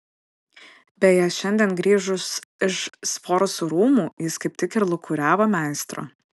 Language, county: Lithuanian, Vilnius